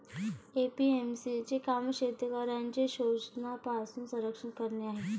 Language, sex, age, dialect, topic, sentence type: Marathi, female, 18-24, Varhadi, agriculture, statement